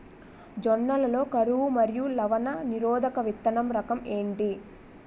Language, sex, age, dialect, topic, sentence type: Telugu, female, 18-24, Utterandhra, agriculture, question